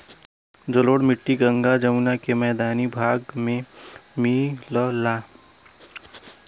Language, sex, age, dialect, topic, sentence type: Bhojpuri, male, 18-24, Western, agriculture, statement